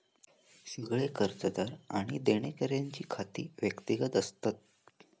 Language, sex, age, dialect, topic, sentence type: Marathi, male, 18-24, Southern Konkan, banking, statement